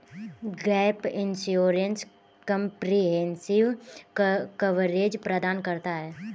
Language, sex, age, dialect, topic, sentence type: Hindi, male, 18-24, Kanauji Braj Bhasha, banking, statement